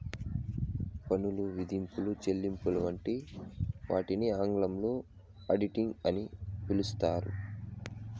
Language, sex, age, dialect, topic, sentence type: Telugu, male, 18-24, Southern, banking, statement